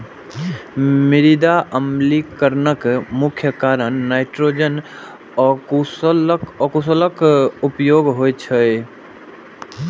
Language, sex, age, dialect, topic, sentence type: Maithili, male, 18-24, Eastern / Thethi, agriculture, statement